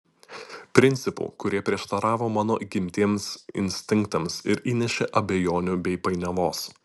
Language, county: Lithuanian, Utena